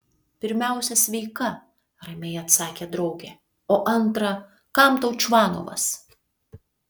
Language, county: Lithuanian, Vilnius